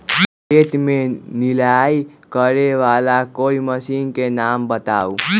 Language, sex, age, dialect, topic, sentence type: Magahi, male, 18-24, Western, agriculture, question